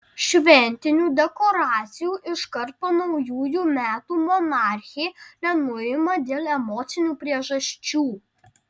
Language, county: Lithuanian, Alytus